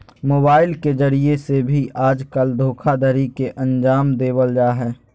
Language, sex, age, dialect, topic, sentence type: Magahi, male, 18-24, Southern, banking, statement